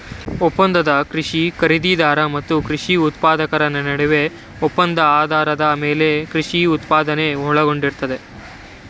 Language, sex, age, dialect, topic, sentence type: Kannada, male, 31-35, Mysore Kannada, agriculture, statement